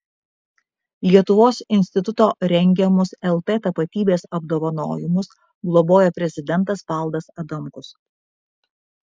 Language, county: Lithuanian, Vilnius